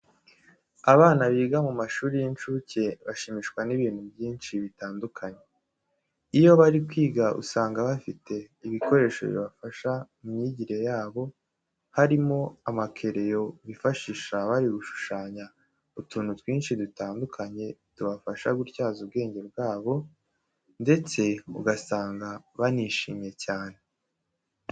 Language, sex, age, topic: Kinyarwanda, male, 18-24, education